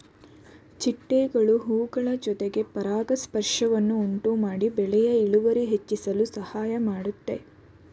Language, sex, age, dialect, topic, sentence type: Kannada, female, 18-24, Mysore Kannada, agriculture, statement